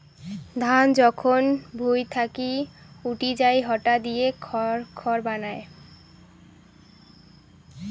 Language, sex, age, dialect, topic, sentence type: Bengali, female, 18-24, Rajbangshi, agriculture, statement